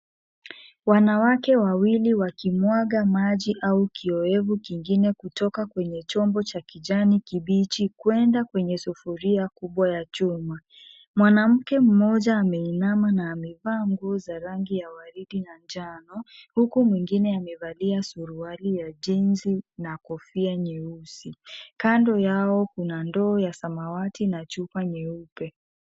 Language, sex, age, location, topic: Swahili, female, 25-35, Kisumu, agriculture